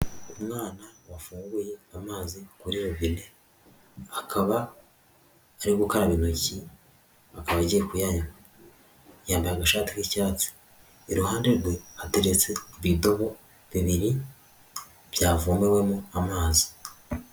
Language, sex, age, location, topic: Kinyarwanda, male, 18-24, Huye, health